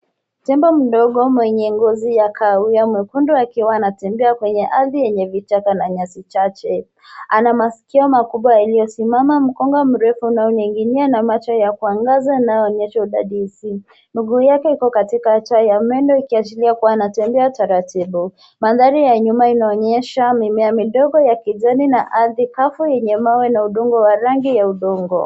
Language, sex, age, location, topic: Swahili, female, 18-24, Nairobi, government